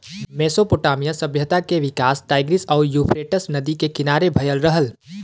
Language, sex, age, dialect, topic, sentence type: Bhojpuri, male, 18-24, Western, agriculture, statement